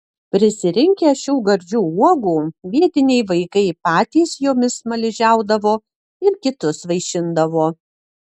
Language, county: Lithuanian, Utena